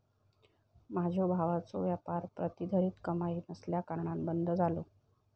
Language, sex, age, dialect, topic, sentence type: Marathi, female, 25-30, Southern Konkan, banking, statement